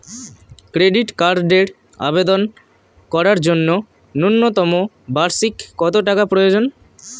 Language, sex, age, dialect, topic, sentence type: Bengali, male, <18, Standard Colloquial, banking, question